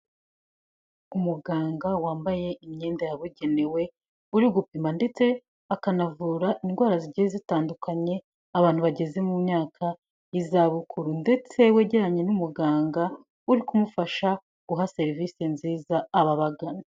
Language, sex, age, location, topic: Kinyarwanda, female, 18-24, Kigali, health